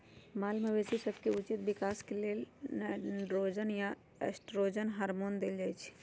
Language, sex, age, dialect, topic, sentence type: Magahi, female, 31-35, Western, agriculture, statement